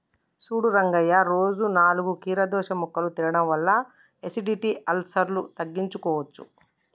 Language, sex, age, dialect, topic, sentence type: Telugu, female, 18-24, Telangana, agriculture, statement